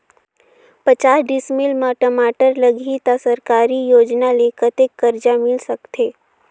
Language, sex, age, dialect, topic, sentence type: Chhattisgarhi, female, 18-24, Northern/Bhandar, agriculture, question